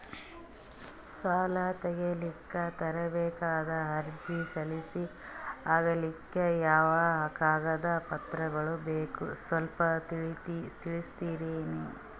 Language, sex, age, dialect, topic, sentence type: Kannada, female, 36-40, Northeastern, banking, question